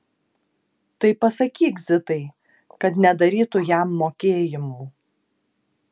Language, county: Lithuanian, Tauragė